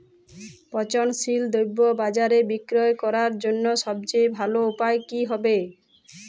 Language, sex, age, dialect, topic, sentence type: Bengali, female, 31-35, Jharkhandi, agriculture, statement